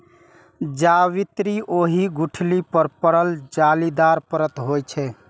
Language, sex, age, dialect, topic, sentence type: Maithili, male, 18-24, Eastern / Thethi, agriculture, statement